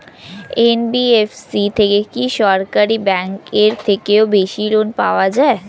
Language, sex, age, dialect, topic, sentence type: Bengali, female, 60-100, Standard Colloquial, banking, question